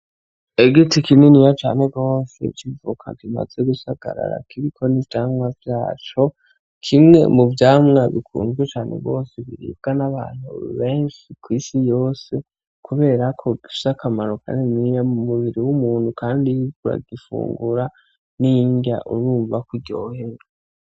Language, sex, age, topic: Rundi, male, 18-24, agriculture